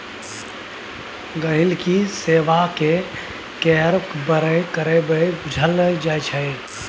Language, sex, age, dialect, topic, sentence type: Maithili, male, 18-24, Bajjika, banking, statement